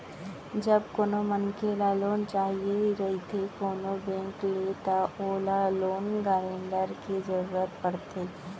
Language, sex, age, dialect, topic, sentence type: Chhattisgarhi, female, 25-30, Central, banking, statement